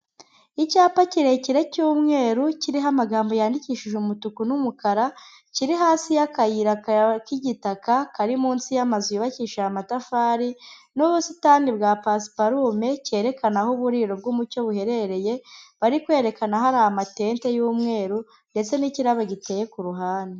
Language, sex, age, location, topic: Kinyarwanda, female, 18-24, Huye, education